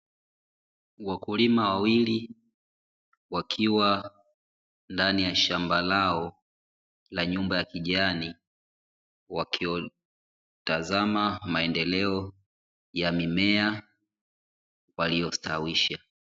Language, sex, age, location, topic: Swahili, female, 25-35, Dar es Salaam, agriculture